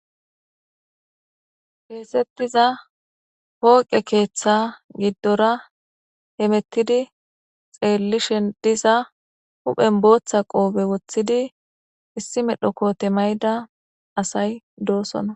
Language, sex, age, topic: Gamo, female, 25-35, government